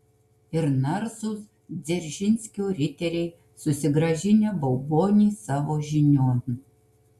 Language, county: Lithuanian, Kaunas